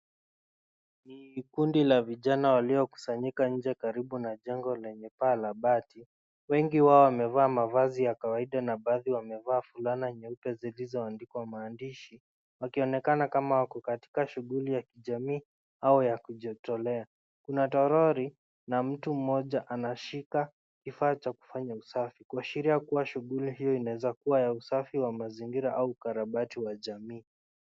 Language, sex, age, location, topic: Swahili, male, 25-35, Nairobi, government